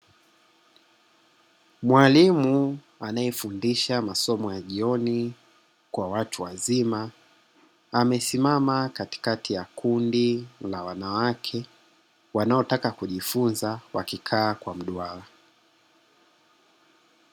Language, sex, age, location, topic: Swahili, male, 36-49, Dar es Salaam, education